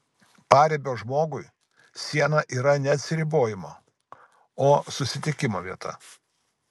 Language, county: Lithuanian, Kaunas